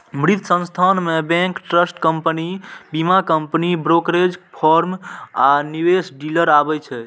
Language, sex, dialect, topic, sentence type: Maithili, male, Eastern / Thethi, banking, statement